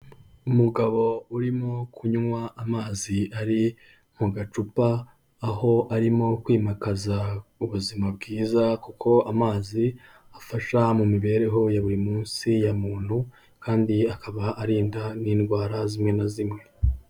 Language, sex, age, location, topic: Kinyarwanda, male, 18-24, Kigali, health